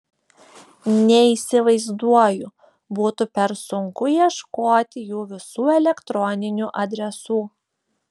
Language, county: Lithuanian, Šiauliai